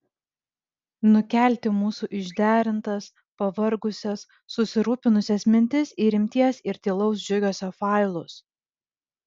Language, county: Lithuanian, Vilnius